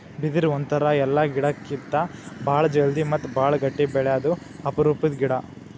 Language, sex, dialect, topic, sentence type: Kannada, male, Northeastern, agriculture, statement